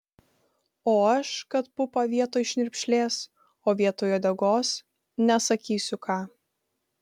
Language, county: Lithuanian, Vilnius